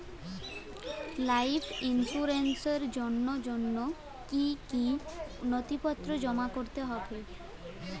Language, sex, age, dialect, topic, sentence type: Bengali, female, 18-24, Jharkhandi, banking, question